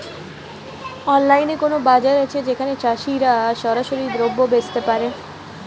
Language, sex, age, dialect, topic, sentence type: Bengali, female, 18-24, Standard Colloquial, agriculture, statement